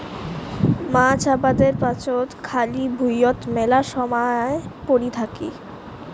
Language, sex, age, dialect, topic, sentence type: Bengali, female, <18, Rajbangshi, agriculture, statement